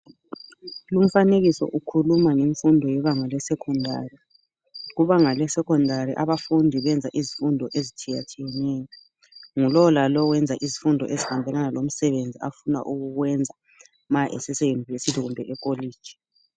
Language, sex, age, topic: North Ndebele, male, 36-49, education